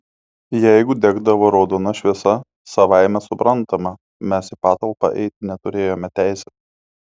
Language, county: Lithuanian, Klaipėda